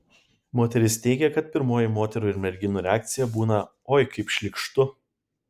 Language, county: Lithuanian, Kaunas